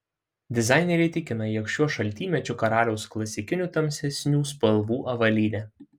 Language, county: Lithuanian, Šiauliai